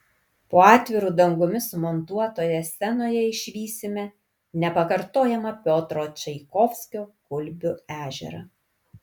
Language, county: Lithuanian, Kaunas